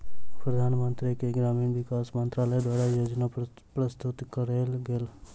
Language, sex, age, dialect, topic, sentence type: Maithili, male, 18-24, Southern/Standard, agriculture, statement